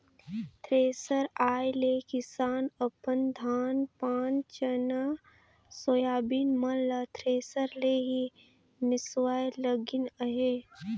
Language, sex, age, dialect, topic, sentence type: Chhattisgarhi, female, 18-24, Northern/Bhandar, agriculture, statement